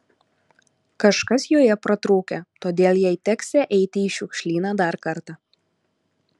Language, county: Lithuanian, Alytus